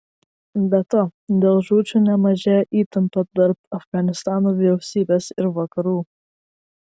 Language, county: Lithuanian, Vilnius